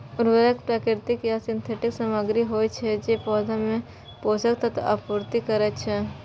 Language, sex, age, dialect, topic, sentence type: Maithili, female, 18-24, Eastern / Thethi, agriculture, statement